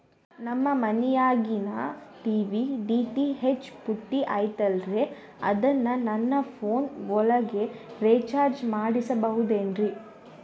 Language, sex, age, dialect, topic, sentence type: Kannada, female, 18-24, Central, banking, question